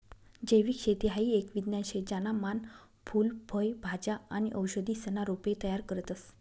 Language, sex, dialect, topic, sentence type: Marathi, female, Northern Konkan, agriculture, statement